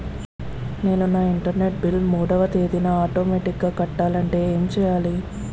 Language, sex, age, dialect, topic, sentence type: Telugu, female, 25-30, Utterandhra, banking, question